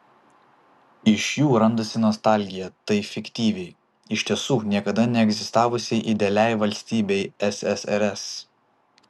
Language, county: Lithuanian, Vilnius